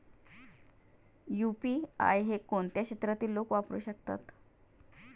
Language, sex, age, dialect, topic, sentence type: Marathi, female, 36-40, Standard Marathi, banking, question